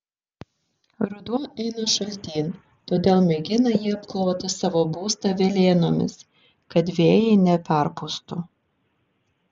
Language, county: Lithuanian, Šiauliai